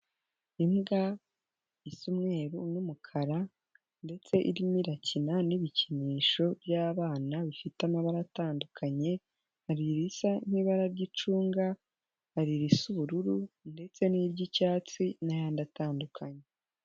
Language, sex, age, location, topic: Kinyarwanda, female, 18-24, Nyagatare, education